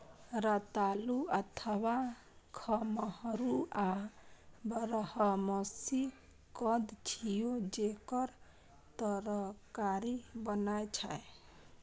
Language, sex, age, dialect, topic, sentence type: Maithili, female, 25-30, Eastern / Thethi, agriculture, statement